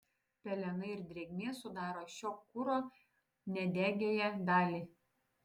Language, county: Lithuanian, Šiauliai